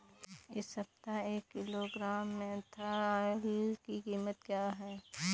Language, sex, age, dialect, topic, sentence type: Hindi, female, 18-24, Awadhi Bundeli, agriculture, question